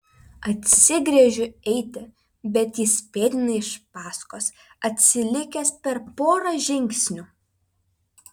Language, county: Lithuanian, Vilnius